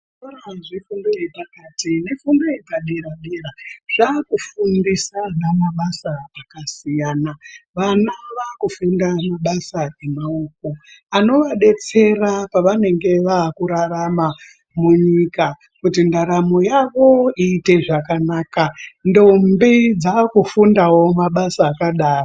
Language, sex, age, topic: Ndau, male, 18-24, education